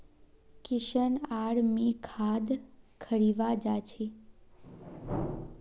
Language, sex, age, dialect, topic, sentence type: Magahi, female, 18-24, Northeastern/Surjapuri, agriculture, statement